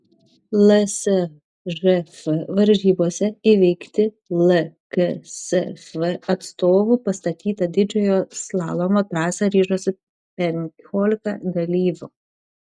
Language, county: Lithuanian, Šiauliai